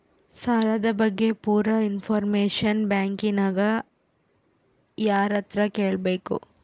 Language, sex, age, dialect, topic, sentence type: Kannada, female, 18-24, Central, banking, question